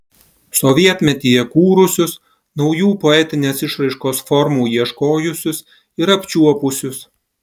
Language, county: Lithuanian, Klaipėda